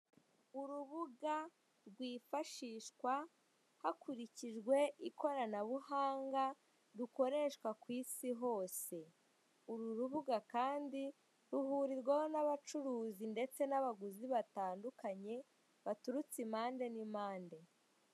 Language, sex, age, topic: Kinyarwanda, female, 18-24, finance